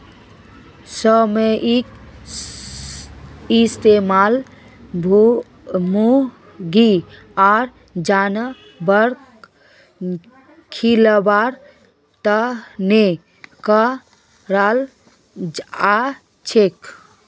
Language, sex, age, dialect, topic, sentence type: Magahi, female, 25-30, Northeastern/Surjapuri, agriculture, statement